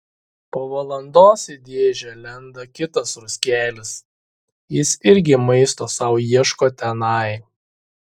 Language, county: Lithuanian, Šiauliai